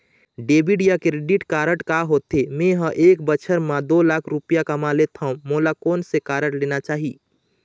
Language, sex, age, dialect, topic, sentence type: Chhattisgarhi, male, 25-30, Eastern, banking, question